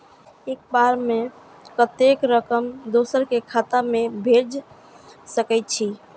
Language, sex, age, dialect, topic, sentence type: Maithili, female, 51-55, Eastern / Thethi, banking, question